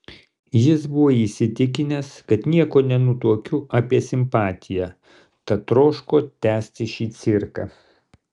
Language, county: Lithuanian, Kaunas